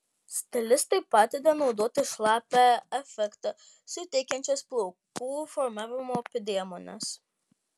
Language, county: Lithuanian, Panevėžys